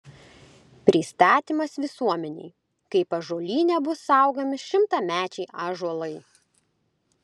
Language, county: Lithuanian, Klaipėda